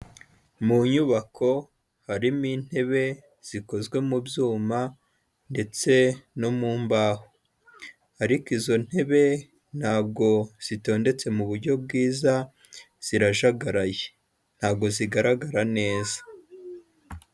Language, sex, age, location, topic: Kinyarwanda, female, 25-35, Huye, education